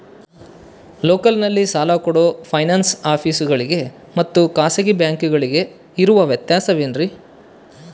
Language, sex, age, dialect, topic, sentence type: Kannada, male, 31-35, Central, banking, question